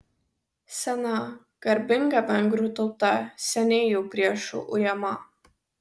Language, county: Lithuanian, Vilnius